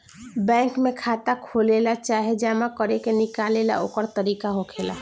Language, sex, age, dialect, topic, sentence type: Bhojpuri, female, 18-24, Southern / Standard, banking, statement